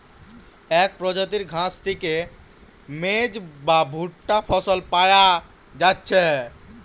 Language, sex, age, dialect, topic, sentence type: Bengali, male, <18, Western, agriculture, statement